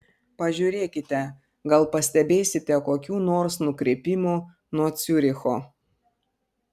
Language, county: Lithuanian, Panevėžys